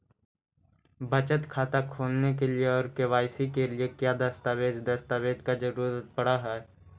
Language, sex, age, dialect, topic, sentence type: Magahi, male, 51-55, Central/Standard, banking, question